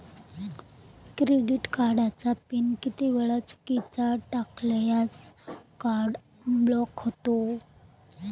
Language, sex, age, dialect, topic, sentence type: Marathi, male, 18-24, Standard Marathi, banking, question